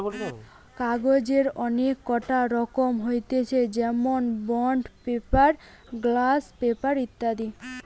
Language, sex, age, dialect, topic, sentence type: Bengali, female, 18-24, Western, agriculture, statement